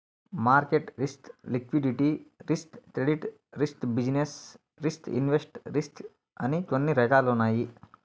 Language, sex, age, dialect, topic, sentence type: Telugu, male, 18-24, Southern, banking, statement